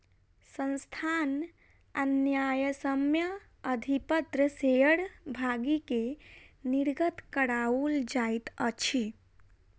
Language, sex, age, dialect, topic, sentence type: Maithili, female, 18-24, Southern/Standard, banking, statement